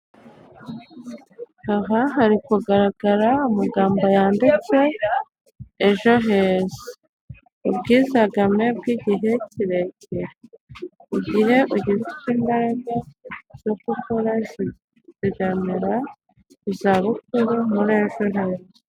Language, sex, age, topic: Kinyarwanda, female, 25-35, finance